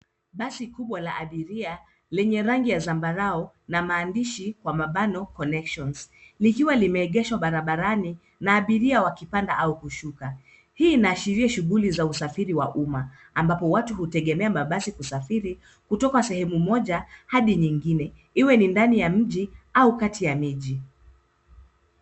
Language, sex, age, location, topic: Swahili, female, 25-35, Nairobi, government